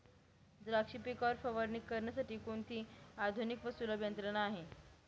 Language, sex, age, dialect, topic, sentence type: Marathi, female, 18-24, Northern Konkan, agriculture, question